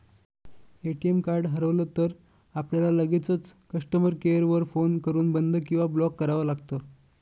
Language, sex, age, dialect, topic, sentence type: Marathi, male, 25-30, Northern Konkan, banking, statement